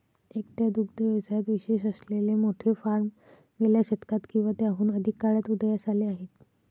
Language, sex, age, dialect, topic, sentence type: Marathi, female, 31-35, Varhadi, agriculture, statement